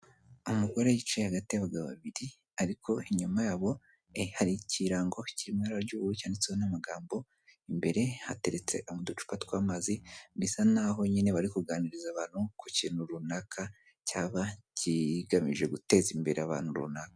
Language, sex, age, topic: Kinyarwanda, male, 18-24, government